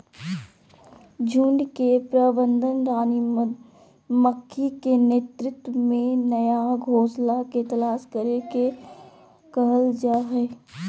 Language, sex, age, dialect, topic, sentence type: Magahi, female, 18-24, Southern, agriculture, statement